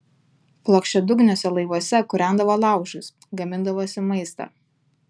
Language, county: Lithuanian, Telšiai